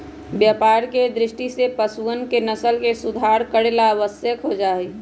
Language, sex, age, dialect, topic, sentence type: Magahi, female, 25-30, Western, agriculture, statement